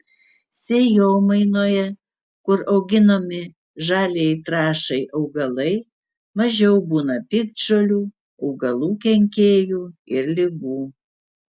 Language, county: Lithuanian, Utena